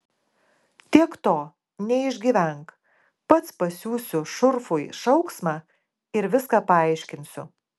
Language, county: Lithuanian, Klaipėda